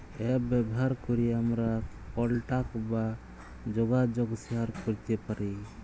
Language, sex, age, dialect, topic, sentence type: Bengali, male, 31-35, Jharkhandi, banking, statement